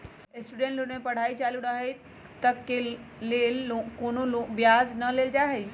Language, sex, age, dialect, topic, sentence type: Magahi, female, 31-35, Western, banking, statement